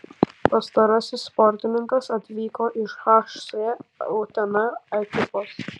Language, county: Lithuanian, Kaunas